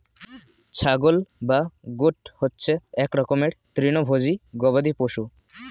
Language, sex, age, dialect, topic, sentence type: Bengali, male, <18, Standard Colloquial, agriculture, statement